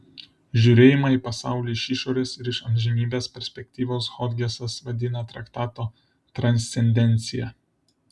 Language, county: Lithuanian, Vilnius